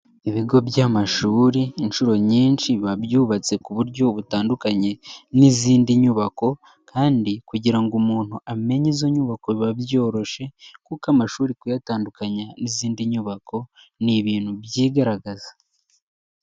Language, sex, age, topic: Kinyarwanda, male, 18-24, education